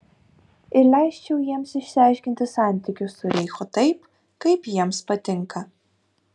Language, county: Lithuanian, Kaunas